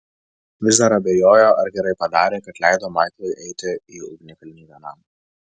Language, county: Lithuanian, Vilnius